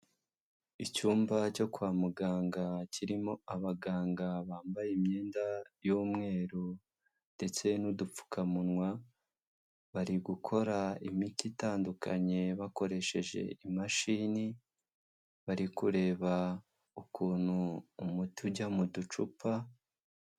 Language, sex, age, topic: Kinyarwanda, male, 18-24, health